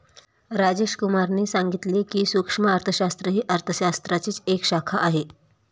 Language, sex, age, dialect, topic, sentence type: Marathi, female, 31-35, Standard Marathi, banking, statement